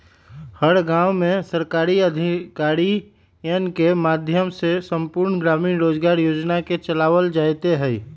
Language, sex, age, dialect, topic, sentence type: Magahi, male, 18-24, Western, banking, statement